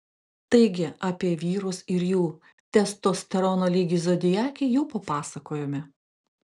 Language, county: Lithuanian, Klaipėda